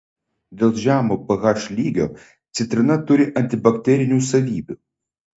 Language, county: Lithuanian, Šiauliai